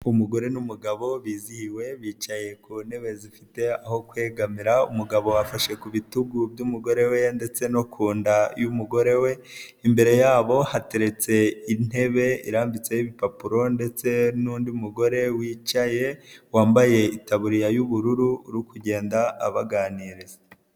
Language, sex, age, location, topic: Kinyarwanda, male, 25-35, Nyagatare, health